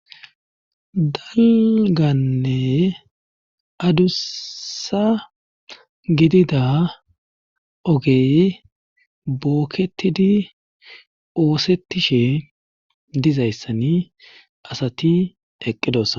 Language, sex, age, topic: Gamo, male, 25-35, government